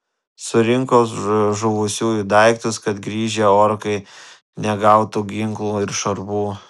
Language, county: Lithuanian, Vilnius